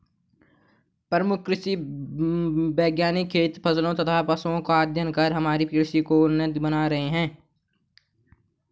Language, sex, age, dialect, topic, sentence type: Hindi, male, 18-24, Hindustani Malvi Khadi Boli, agriculture, statement